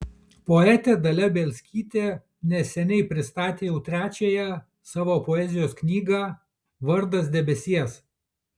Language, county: Lithuanian, Kaunas